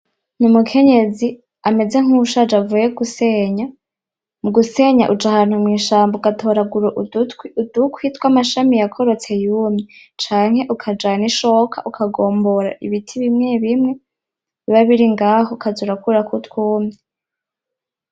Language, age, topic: Rundi, 18-24, agriculture